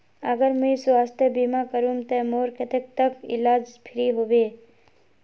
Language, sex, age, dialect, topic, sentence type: Magahi, female, 25-30, Northeastern/Surjapuri, banking, question